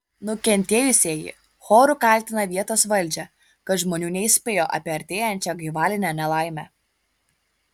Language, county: Lithuanian, Kaunas